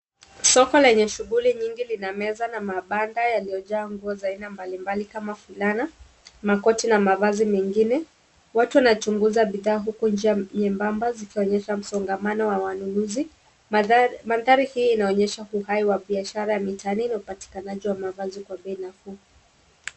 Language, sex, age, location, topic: Swahili, female, 25-35, Kisumu, finance